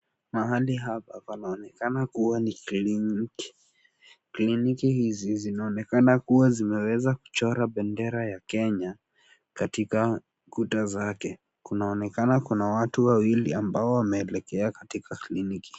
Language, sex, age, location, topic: Swahili, male, 18-24, Nairobi, health